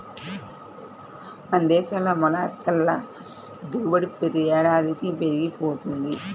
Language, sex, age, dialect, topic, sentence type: Telugu, female, 31-35, Central/Coastal, agriculture, statement